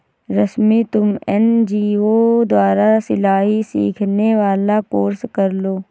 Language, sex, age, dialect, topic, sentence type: Hindi, female, 18-24, Awadhi Bundeli, banking, statement